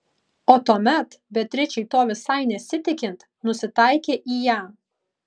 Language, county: Lithuanian, Kaunas